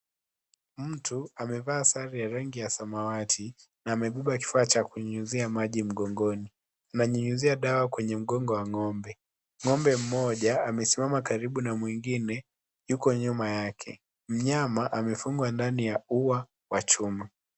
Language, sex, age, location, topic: Swahili, male, 18-24, Kisii, agriculture